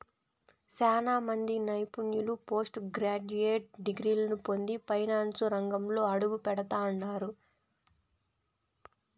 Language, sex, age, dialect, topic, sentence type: Telugu, female, 18-24, Southern, banking, statement